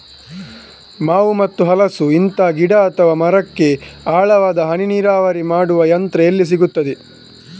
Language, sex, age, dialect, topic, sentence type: Kannada, male, 18-24, Coastal/Dakshin, agriculture, question